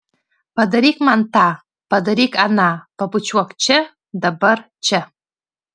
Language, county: Lithuanian, Klaipėda